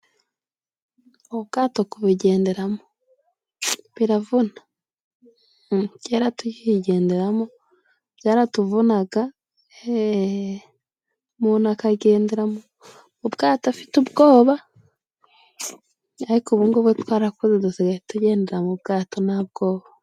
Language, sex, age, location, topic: Kinyarwanda, female, 25-35, Musanze, government